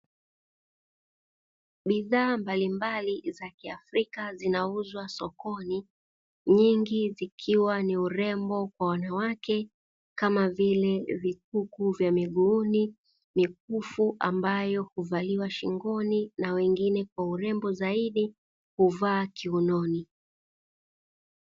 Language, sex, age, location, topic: Swahili, female, 36-49, Dar es Salaam, finance